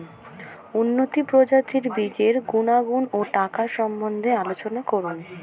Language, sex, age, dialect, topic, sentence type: Bengali, female, 18-24, Standard Colloquial, agriculture, question